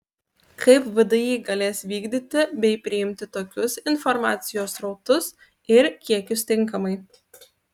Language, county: Lithuanian, Kaunas